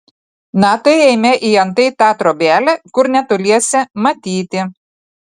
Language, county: Lithuanian, Telšiai